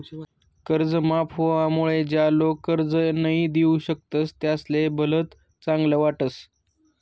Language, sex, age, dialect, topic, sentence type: Marathi, male, 18-24, Northern Konkan, banking, statement